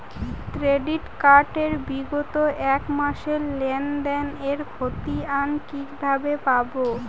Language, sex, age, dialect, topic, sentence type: Bengali, female, 18-24, Rajbangshi, banking, question